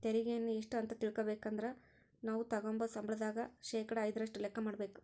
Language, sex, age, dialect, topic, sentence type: Kannada, female, 25-30, Central, banking, statement